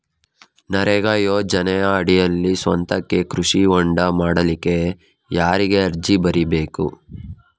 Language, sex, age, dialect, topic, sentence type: Kannada, male, 18-24, Coastal/Dakshin, agriculture, question